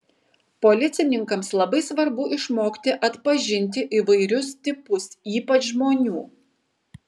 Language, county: Lithuanian, Kaunas